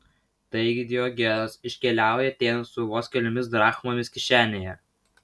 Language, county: Lithuanian, Vilnius